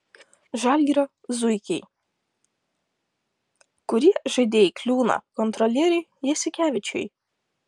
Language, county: Lithuanian, Kaunas